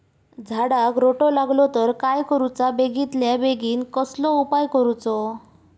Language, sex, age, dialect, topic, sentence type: Marathi, male, 18-24, Southern Konkan, agriculture, question